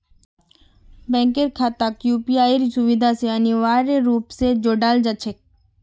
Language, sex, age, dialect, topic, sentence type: Magahi, female, 36-40, Northeastern/Surjapuri, banking, statement